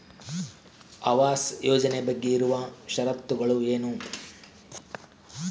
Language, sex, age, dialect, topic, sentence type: Kannada, male, 46-50, Central, banking, question